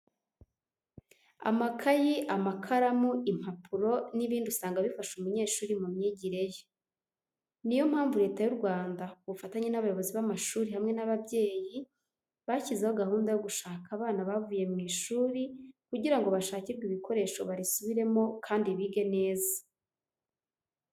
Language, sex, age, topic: Kinyarwanda, female, 18-24, education